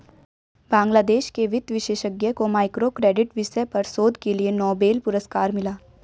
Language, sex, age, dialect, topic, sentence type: Hindi, female, 18-24, Hindustani Malvi Khadi Boli, banking, statement